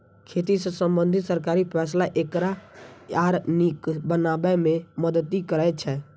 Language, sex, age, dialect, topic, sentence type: Maithili, male, 25-30, Eastern / Thethi, agriculture, statement